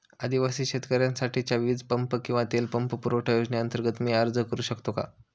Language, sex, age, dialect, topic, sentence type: Marathi, male, 25-30, Standard Marathi, agriculture, question